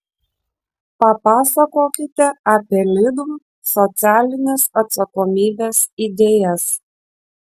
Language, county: Lithuanian, Vilnius